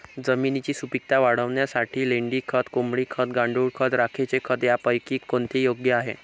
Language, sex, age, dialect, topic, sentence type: Marathi, male, 18-24, Northern Konkan, agriculture, question